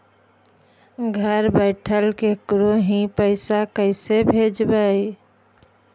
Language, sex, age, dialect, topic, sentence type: Magahi, female, 60-100, Central/Standard, banking, question